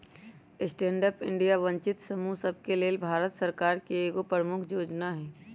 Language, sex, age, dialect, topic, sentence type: Magahi, female, 25-30, Western, banking, statement